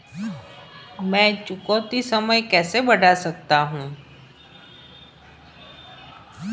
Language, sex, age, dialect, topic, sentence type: Hindi, female, 51-55, Marwari Dhudhari, banking, question